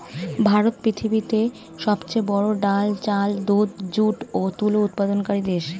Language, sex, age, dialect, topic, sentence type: Bengali, female, 36-40, Standard Colloquial, agriculture, statement